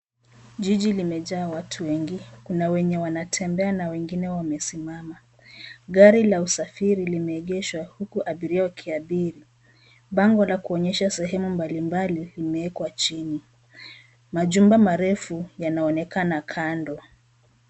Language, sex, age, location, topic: Swahili, female, 25-35, Nairobi, government